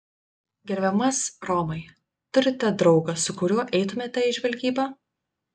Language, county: Lithuanian, Vilnius